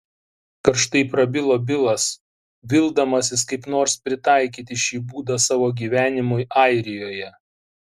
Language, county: Lithuanian, Šiauliai